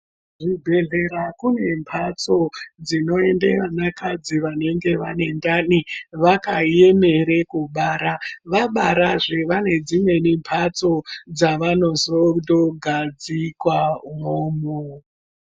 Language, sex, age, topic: Ndau, male, 36-49, health